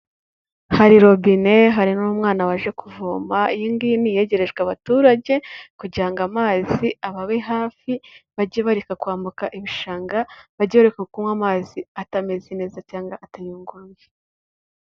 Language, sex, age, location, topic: Kinyarwanda, female, 18-24, Kigali, health